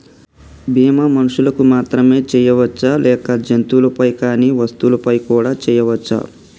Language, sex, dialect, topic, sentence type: Telugu, male, Telangana, banking, question